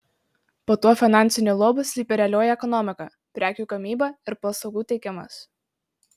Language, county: Lithuanian, Marijampolė